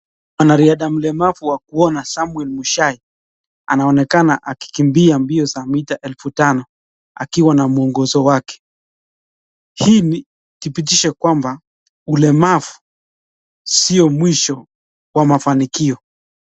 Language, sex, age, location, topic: Swahili, male, 25-35, Nakuru, education